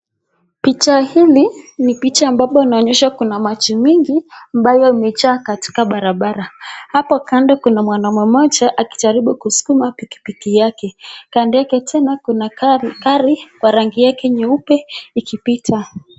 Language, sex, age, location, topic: Swahili, female, 18-24, Nakuru, health